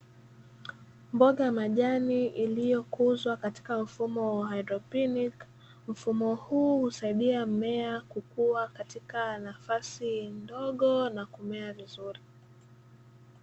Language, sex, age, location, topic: Swahili, female, 18-24, Dar es Salaam, agriculture